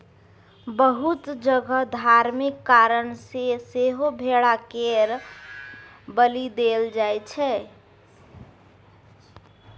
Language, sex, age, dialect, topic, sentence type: Maithili, female, 25-30, Bajjika, agriculture, statement